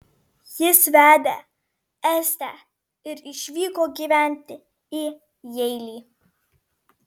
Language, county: Lithuanian, Vilnius